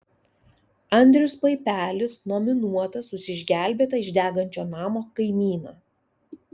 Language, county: Lithuanian, Alytus